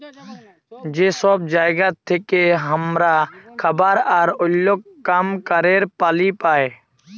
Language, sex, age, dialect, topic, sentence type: Bengali, male, 18-24, Jharkhandi, agriculture, statement